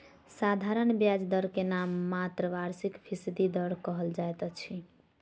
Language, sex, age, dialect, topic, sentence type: Maithili, male, 25-30, Southern/Standard, banking, statement